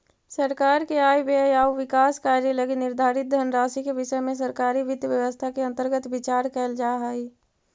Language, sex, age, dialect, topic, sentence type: Magahi, female, 41-45, Central/Standard, banking, statement